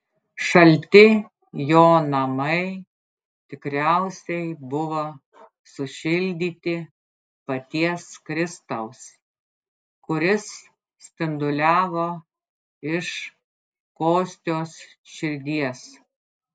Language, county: Lithuanian, Klaipėda